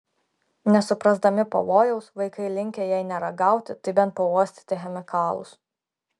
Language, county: Lithuanian, Klaipėda